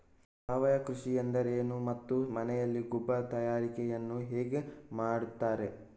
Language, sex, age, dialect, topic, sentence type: Kannada, male, 56-60, Coastal/Dakshin, agriculture, question